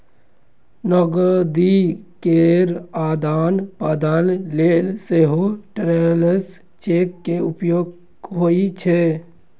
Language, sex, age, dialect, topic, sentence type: Maithili, male, 56-60, Eastern / Thethi, banking, statement